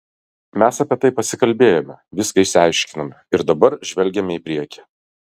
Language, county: Lithuanian, Kaunas